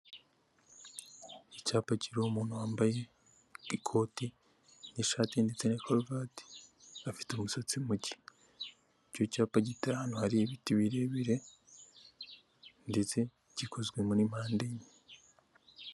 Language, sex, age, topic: Kinyarwanda, female, 18-24, finance